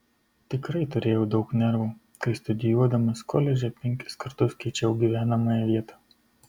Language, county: Lithuanian, Kaunas